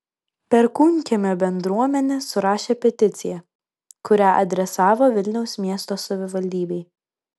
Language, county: Lithuanian, Vilnius